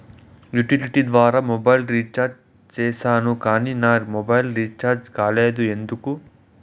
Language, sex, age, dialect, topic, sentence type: Telugu, male, 18-24, Southern, banking, question